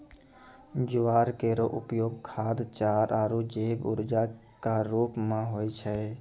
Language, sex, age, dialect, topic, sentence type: Maithili, male, 25-30, Angika, agriculture, statement